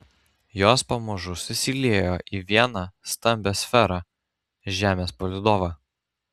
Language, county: Lithuanian, Kaunas